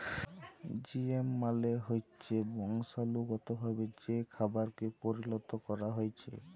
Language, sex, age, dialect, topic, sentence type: Bengali, male, 18-24, Jharkhandi, agriculture, statement